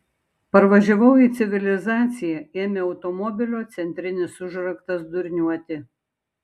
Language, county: Lithuanian, Šiauliai